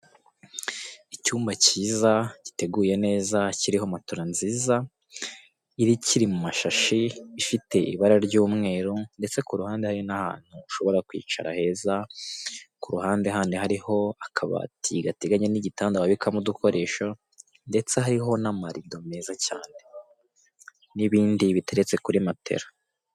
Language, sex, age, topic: Kinyarwanda, male, 18-24, finance